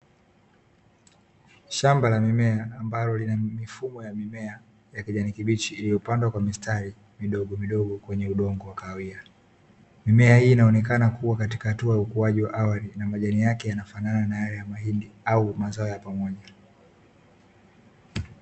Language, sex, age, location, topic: Swahili, male, 18-24, Dar es Salaam, agriculture